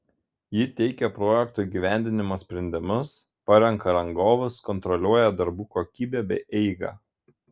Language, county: Lithuanian, Šiauliai